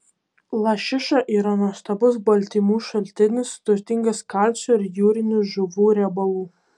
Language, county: Lithuanian, Kaunas